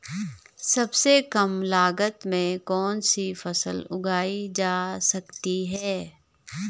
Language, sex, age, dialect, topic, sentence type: Hindi, female, 36-40, Garhwali, agriculture, question